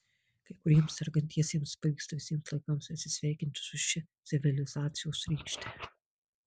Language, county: Lithuanian, Marijampolė